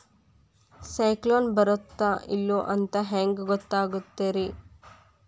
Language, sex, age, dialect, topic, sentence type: Kannada, female, 18-24, Dharwad Kannada, agriculture, question